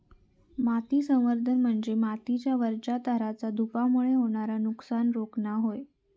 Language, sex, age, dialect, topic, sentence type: Marathi, female, 25-30, Southern Konkan, agriculture, statement